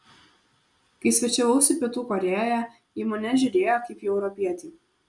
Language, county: Lithuanian, Kaunas